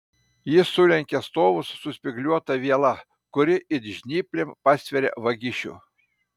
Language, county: Lithuanian, Panevėžys